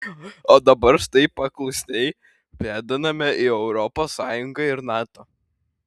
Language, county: Lithuanian, Šiauliai